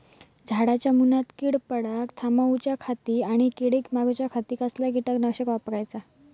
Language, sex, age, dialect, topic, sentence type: Marathi, female, 18-24, Southern Konkan, agriculture, question